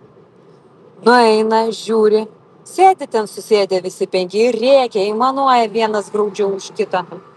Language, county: Lithuanian, Vilnius